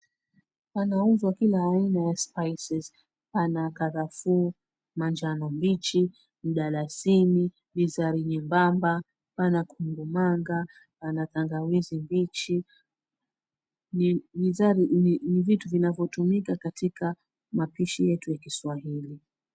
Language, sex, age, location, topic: Swahili, female, 36-49, Mombasa, agriculture